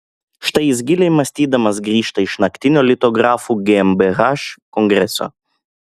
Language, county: Lithuanian, Klaipėda